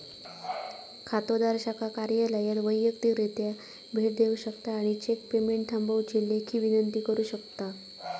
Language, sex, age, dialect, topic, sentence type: Marathi, female, 41-45, Southern Konkan, banking, statement